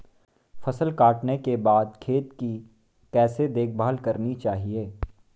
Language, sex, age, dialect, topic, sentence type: Hindi, male, 18-24, Marwari Dhudhari, agriculture, question